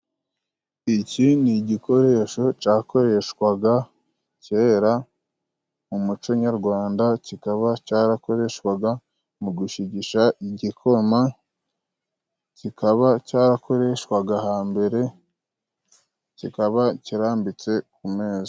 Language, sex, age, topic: Kinyarwanda, male, 25-35, government